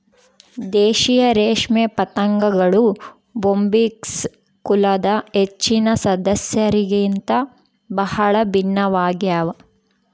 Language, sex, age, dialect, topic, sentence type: Kannada, female, 18-24, Central, agriculture, statement